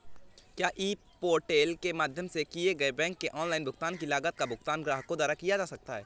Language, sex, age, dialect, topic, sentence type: Hindi, male, 18-24, Awadhi Bundeli, banking, question